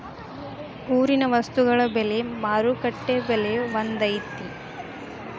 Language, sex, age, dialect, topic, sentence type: Kannada, female, 18-24, Dharwad Kannada, agriculture, question